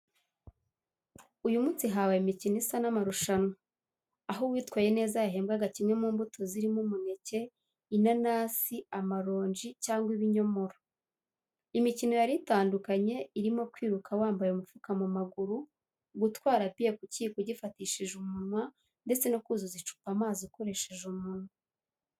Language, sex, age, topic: Kinyarwanda, female, 18-24, education